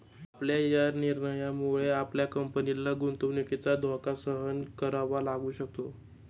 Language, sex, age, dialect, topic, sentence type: Marathi, male, 18-24, Standard Marathi, banking, statement